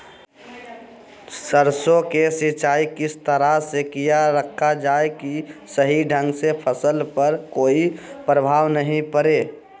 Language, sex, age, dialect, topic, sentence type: Magahi, male, 56-60, Southern, agriculture, question